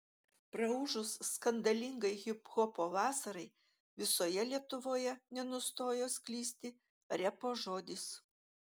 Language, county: Lithuanian, Utena